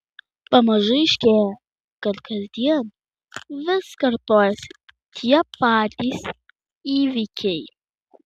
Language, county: Lithuanian, Klaipėda